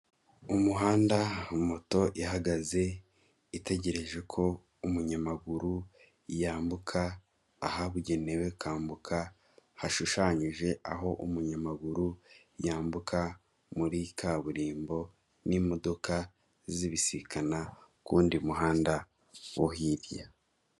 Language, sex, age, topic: Kinyarwanda, male, 18-24, government